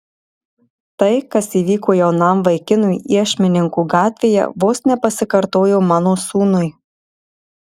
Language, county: Lithuanian, Marijampolė